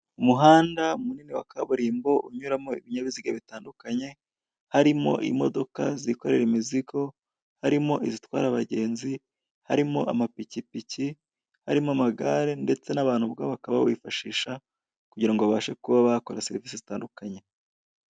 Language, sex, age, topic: Kinyarwanda, male, 25-35, government